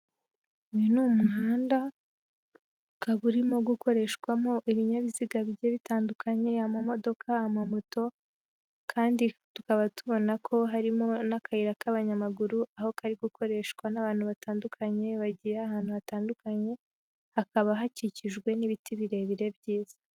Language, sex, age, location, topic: Kinyarwanda, female, 18-24, Huye, government